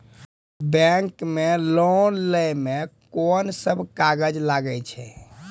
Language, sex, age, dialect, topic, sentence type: Maithili, male, 25-30, Angika, banking, question